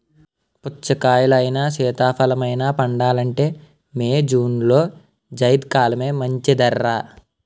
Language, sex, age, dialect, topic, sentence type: Telugu, male, 18-24, Utterandhra, agriculture, statement